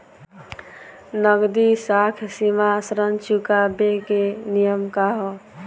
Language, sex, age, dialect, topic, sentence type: Bhojpuri, female, 18-24, Southern / Standard, banking, question